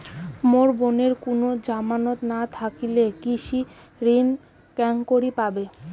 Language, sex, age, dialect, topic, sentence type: Bengali, female, 18-24, Rajbangshi, agriculture, statement